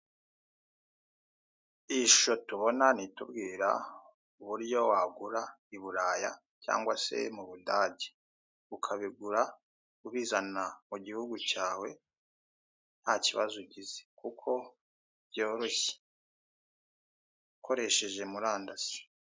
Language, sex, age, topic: Kinyarwanda, male, 36-49, finance